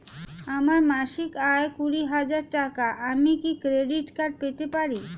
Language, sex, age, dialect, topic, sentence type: Bengali, female, <18, Standard Colloquial, banking, question